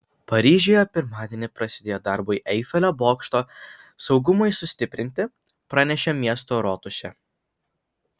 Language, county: Lithuanian, Vilnius